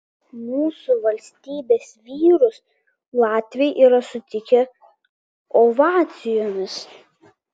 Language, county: Lithuanian, Vilnius